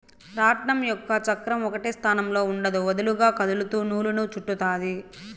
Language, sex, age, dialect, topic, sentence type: Telugu, female, 18-24, Southern, agriculture, statement